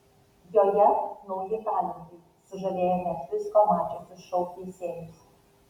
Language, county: Lithuanian, Vilnius